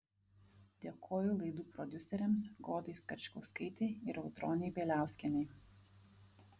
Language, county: Lithuanian, Vilnius